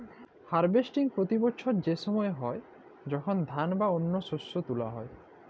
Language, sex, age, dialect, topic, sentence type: Bengali, male, 25-30, Jharkhandi, agriculture, statement